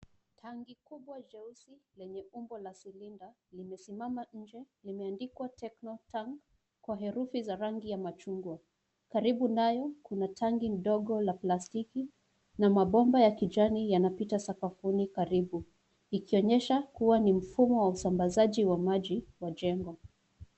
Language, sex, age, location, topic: Swahili, female, 25-35, Nairobi, government